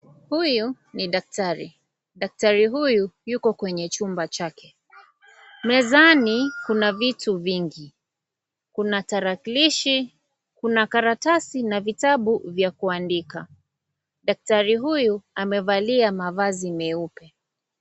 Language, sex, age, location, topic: Swahili, female, 25-35, Kisii, health